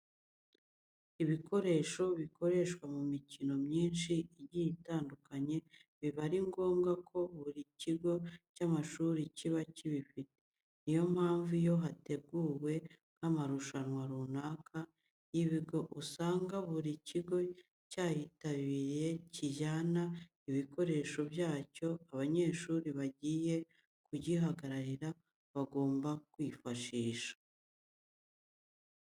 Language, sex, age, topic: Kinyarwanda, female, 25-35, education